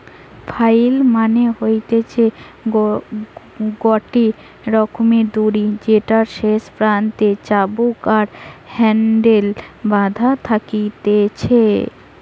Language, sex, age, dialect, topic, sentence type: Bengali, female, 18-24, Western, agriculture, statement